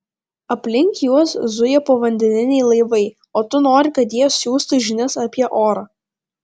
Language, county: Lithuanian, Vilnius